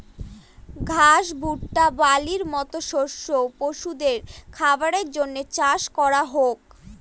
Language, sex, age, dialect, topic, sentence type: Bengali, female, 60-100, Northern/Varendri, agriculture, statement